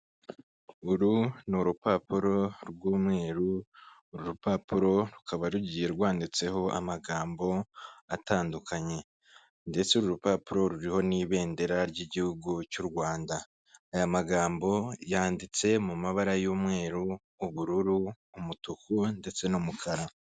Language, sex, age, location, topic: Kinyarwanda, male, 25-35, Kigali, government